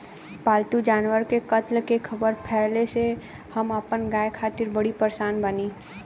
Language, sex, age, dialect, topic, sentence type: Bhojpuri, female, 18-24, Southern / Standard, agriculture, question